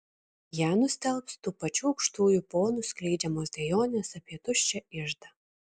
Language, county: Lithuanian, Šiauliai